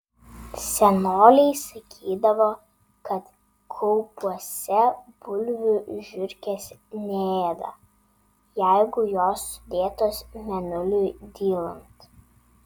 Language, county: Lithuanian, Vilnius